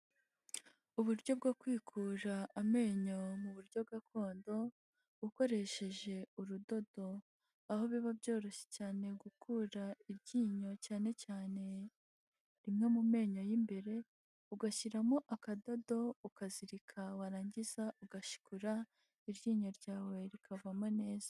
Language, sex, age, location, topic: Kinyarwanda, female, 18-24, Huye, health